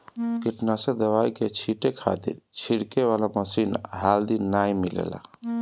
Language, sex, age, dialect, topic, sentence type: Bhojpuri, male, 36-40, Northern, agriculture, statement